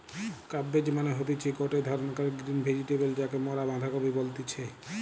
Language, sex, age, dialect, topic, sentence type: Bengali, male, 18-24, Western, agriculture, statement